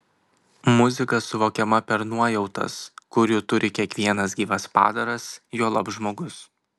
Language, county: Lithuanian, Kaunas